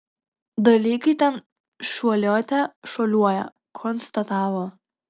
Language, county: Lithuanian, Kaunas